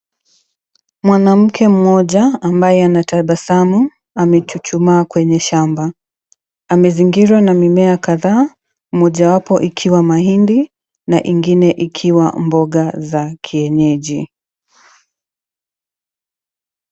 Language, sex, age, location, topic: Swahili, female, 25-35, Mombasa, agriculture